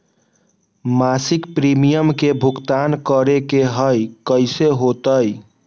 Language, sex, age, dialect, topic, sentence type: Magahi, male, 18-24, Western, banking, question